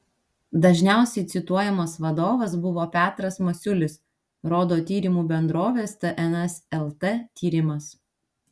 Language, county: Lithuanian, Vilnius